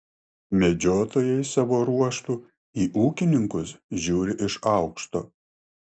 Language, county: Lithuanian, Klaipėda